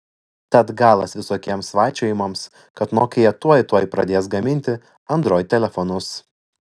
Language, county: Lithuanian, Vilnius